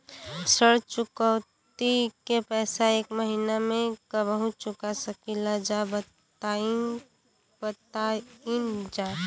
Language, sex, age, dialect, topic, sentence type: Bhojpuri, female, 18-24, Western, banking, question